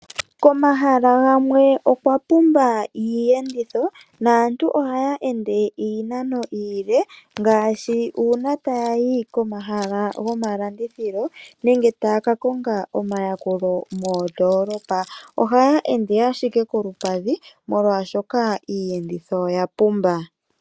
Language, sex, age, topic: Oshiwambo, female, 36-49, agriculture